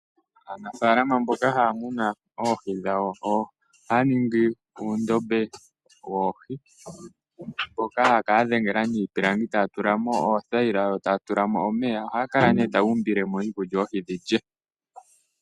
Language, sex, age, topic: Oshiwambo, female, 18-24, agriculture